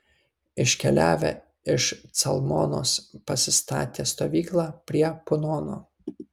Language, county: Lithuanian, Kaunas